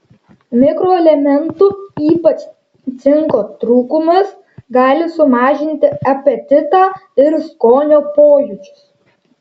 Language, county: Lithuanian, Šiauliai